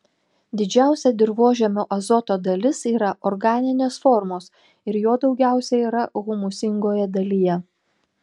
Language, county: Lithuanian, Telšiai